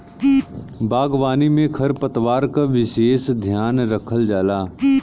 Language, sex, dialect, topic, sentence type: Bhojpuri, male, Western, agriculture, statement